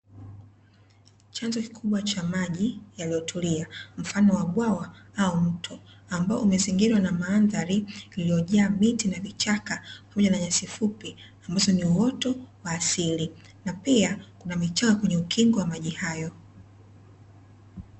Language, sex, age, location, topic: Swahili, female, 25-35, Dar es Salaam, agriculture